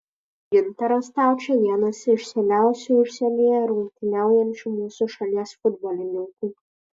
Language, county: Lithuanian, Kaunas